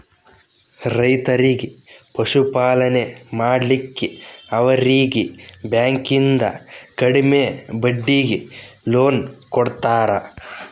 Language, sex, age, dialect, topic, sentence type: Kannada, male, 18-24, Northeastern, agriculture, statement